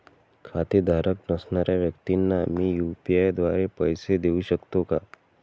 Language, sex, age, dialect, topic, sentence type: Marathi, male, 18-24, Northern Konkan, banking, question